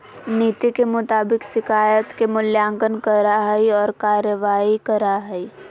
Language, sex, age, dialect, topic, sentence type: Magahi, female, 18-24, Southern, banking, statement